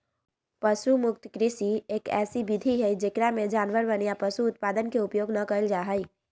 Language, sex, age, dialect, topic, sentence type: Magahi, female, 18-24, Western, agriculture, statement